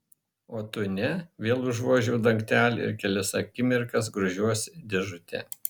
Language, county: Lithuanian, Šiauliai